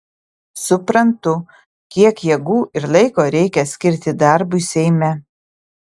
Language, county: Lithuanian, Utena